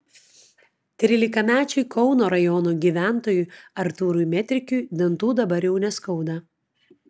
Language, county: Lithuanian, Klaipėda